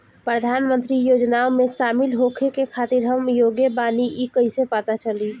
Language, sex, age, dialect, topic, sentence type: Bhojpuri, female, 18-24, Northern, banking, question